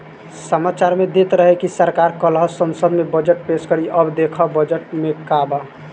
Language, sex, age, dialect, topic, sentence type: Bhojpuri, male, 18-24, Southern / Standard, banking, statement